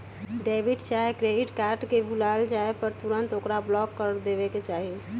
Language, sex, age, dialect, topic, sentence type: Magahi, female, 31-35, Western, banking, statement